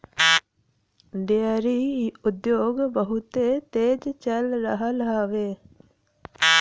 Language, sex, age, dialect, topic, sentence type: Bhojpuri, female, 25-30, Western, agriculture, statement